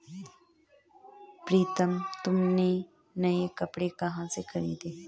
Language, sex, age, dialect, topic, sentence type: Hindi, female, 25-30, Garhwali, banking, statement